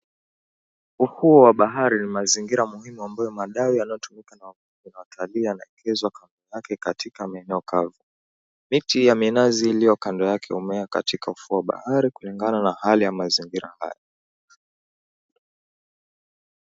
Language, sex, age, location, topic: Swahili, male, 25-35, Mombasa, agriculture